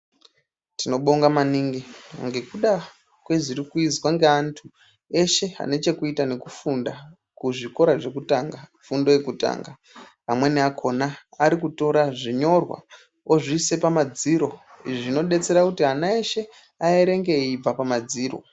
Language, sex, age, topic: Ndau, male, 25-35, education